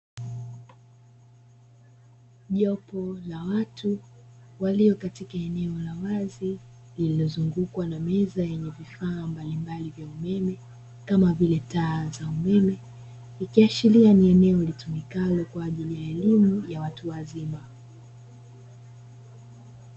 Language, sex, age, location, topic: Swahili, female, 25-35, Dar es Salaam, education